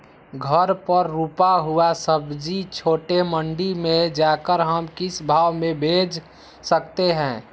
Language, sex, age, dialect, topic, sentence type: Magahi, male, 18-24, Western, agriculture, question